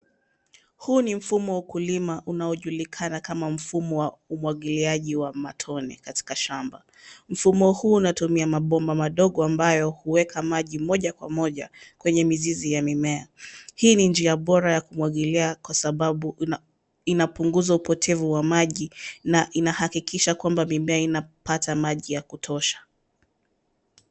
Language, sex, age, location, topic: Swahili, female, 25-35, Nairobi, agriculture